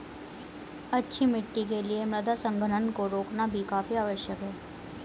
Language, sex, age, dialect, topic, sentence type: Hindi, female, 18-24, Hindustani Malvi Khadi Boli, agriculture, statement